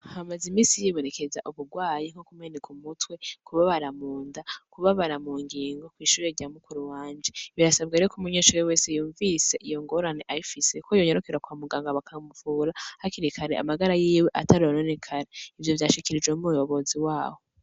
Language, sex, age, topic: Rundi, female, 18-24, education